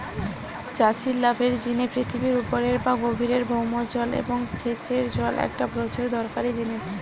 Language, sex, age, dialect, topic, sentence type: Bengali, female, 18-24, Western, agriculture, statement